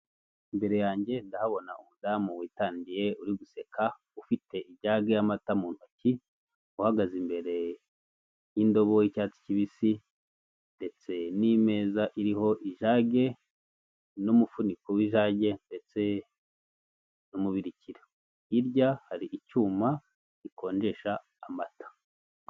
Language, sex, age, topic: Kinyarwanda, male, 50+, finance